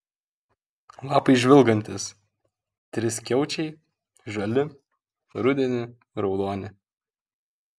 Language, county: Lithuanian, Kaunas